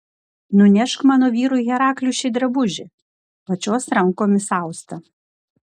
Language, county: Lithuanian, Klaipėda